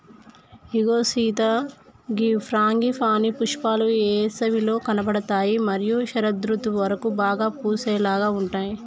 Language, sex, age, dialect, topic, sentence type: Telugu, male, 25-30, Telangana, agriculture, statement